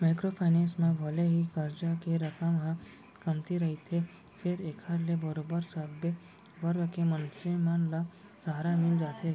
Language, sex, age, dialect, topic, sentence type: Chhattisgarhi, male, 18-24, Central, banking, statement